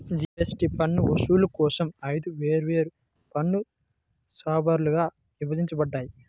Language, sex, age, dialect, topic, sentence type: Telugu, male, 56-60, Central/Coastal, banking, statement